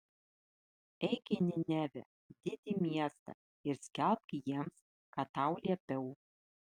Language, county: Lithuanian, Kaunas